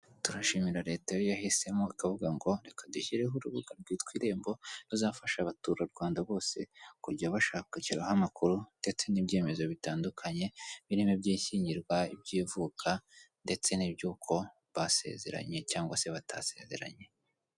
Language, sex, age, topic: Kinyarwanda, male, 18-24, government